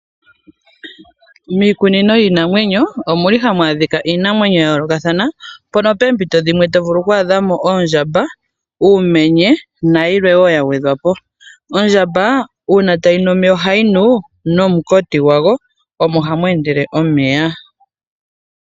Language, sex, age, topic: Oshiwambo, female, 25-35, agriculture